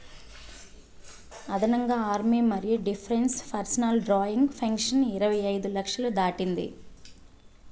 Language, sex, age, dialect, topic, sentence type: Telugu, female, 18-24, Central/Coastal, banking, statement